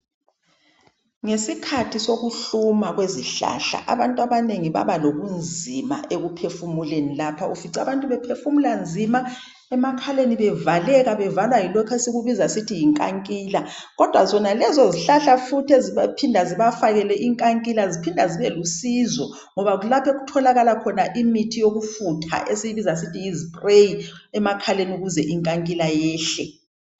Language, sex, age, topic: North Ndebele, male, 36-49, health